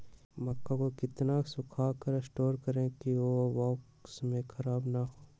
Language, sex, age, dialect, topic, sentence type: Magahi, male, 60-100, Western, agriculture, question